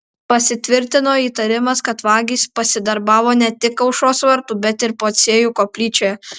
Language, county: Lithuanian, Alytus